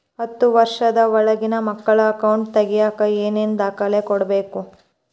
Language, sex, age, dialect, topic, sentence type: Kannada, female, 18-24, Central, banking, question